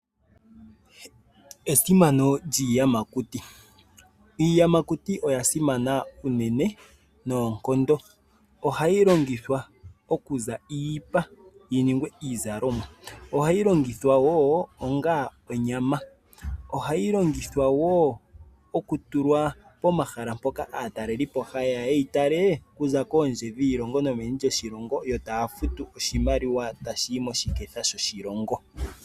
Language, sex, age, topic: Oshiwambo, male, 25-35, agriculture